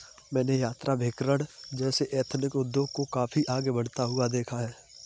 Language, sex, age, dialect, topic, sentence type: Hindi, male, 18-24, Kanauji Braj Bhasha, banking, statement